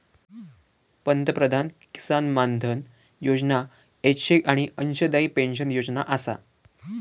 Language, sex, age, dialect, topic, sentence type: Marathi, male, <18, Southern Konkan, agriculture, statement